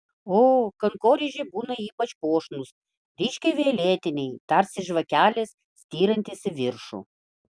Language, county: Lithuanian, Vilnius